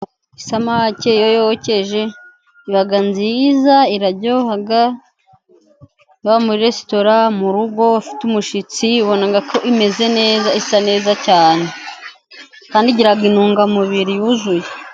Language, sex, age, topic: Kinyarwanda, female, 25-35, agriculture